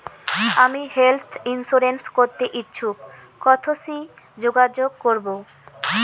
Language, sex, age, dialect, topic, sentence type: Bengali, female, 18-24, Rajbangshi, banking, question